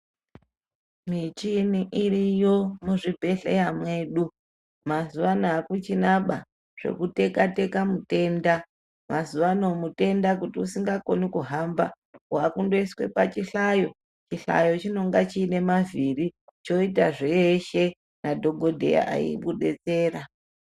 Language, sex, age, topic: Ndau, female, 36-49, health